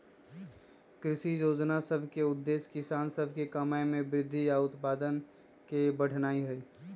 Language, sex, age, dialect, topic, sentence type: Magahi, female, 51-55, Western, agriculture, statement